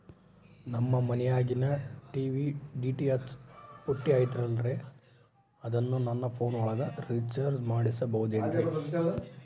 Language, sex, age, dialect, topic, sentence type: Kannada, male, 18-24, Central, banking, question